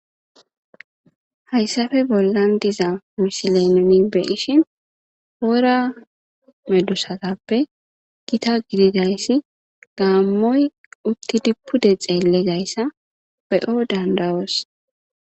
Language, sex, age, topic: Gamo, female, 18-24, agriculture